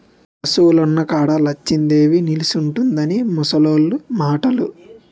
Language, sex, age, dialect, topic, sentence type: Telugu, male, 18-24, Utterandhra, agriculture, statement